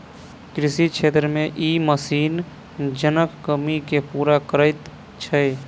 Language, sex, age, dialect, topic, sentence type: Maithili, male, 25-30, Southern/Standard, agriculture, statement